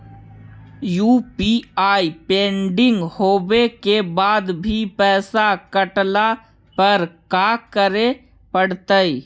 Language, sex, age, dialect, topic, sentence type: Magahi, male, 18-24, Central/Standard, banking, question